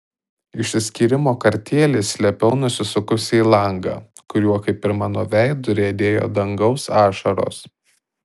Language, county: Lithuanian, Tauragė